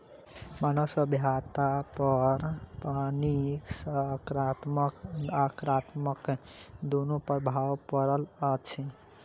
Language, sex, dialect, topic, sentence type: Maithili, male, Southern/Standard, agriculture, statement